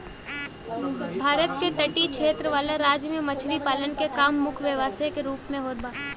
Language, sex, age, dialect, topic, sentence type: Bhojpuri, female, 18-24, Western, agriculture, statement